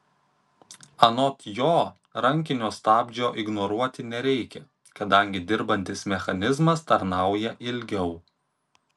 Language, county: Lithuanian, Kaunas